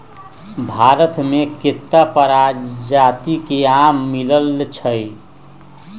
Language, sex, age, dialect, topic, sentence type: Magahi, male, 60-100, Western, agriculture, statement